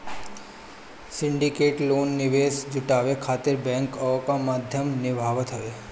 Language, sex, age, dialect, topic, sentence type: Bhojpuri, male, 18-24, Northern, banking, statement